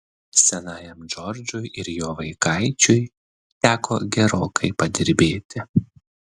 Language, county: Lithuanian, Vilnius